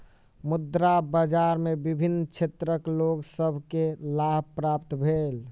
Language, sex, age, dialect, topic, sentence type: Maithili, male, 18-24, Southern/Standard, banking, statement